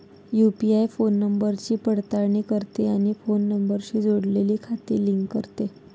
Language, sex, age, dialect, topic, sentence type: Marathi, female, 25-30, Northern Konkan, banking, statement